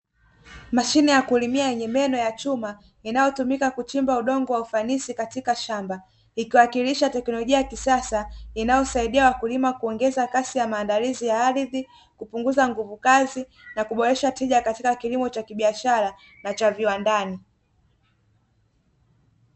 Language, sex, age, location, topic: Swahili, female, 18-24, Dar es Salaam, agriculture